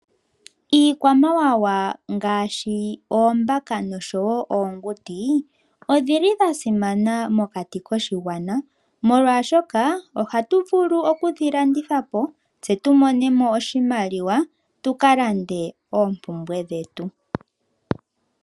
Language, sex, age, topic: Oshiwambo, female, 36-49, agriculture